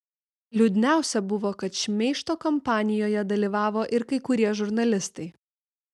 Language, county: Lithuanian, Vilnius